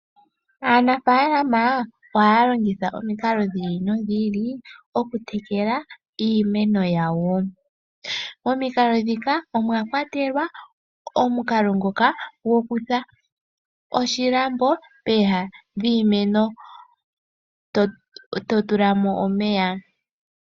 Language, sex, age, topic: Oshiwambo, female, 18-24, agriculture